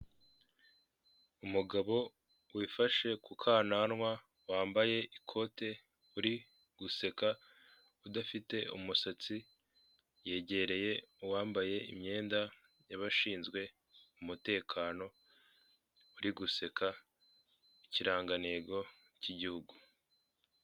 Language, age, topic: Kinyarwanda, 18-24, government